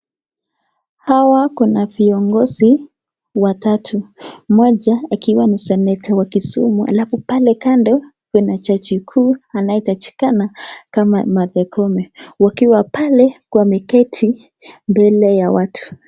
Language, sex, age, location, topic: Swahili, female, 25-35, Nakuru, government